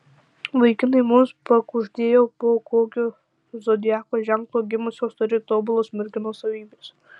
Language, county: Lithuanian, Tauragė